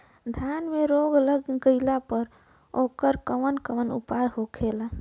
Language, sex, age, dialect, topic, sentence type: Bhojpuri, female, 25-30, Western, agriculture, question